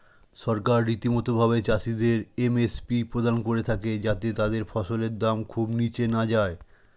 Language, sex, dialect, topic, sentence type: Bengali, male, Standard Colloquial, agriculture, statement